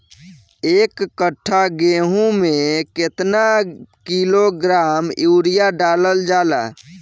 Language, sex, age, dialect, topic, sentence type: Bhojpuri, male, 18-24, Southern / Standard, agriculture, question